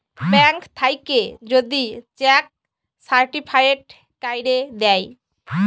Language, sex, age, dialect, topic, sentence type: Bengali, female, 18-24, Jharkhandi, banking, statement